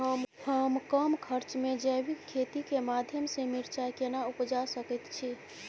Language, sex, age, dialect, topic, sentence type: Maithili, female, 18-24, Bajjika, agriculture, question